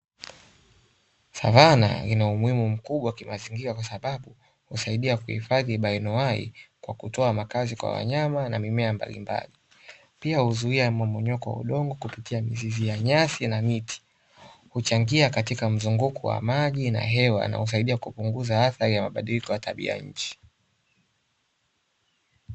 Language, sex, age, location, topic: Swahili, male, 18-24, Dar es Salaam, agriculture